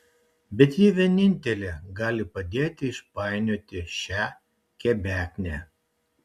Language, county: Lithuanian, Šiauliai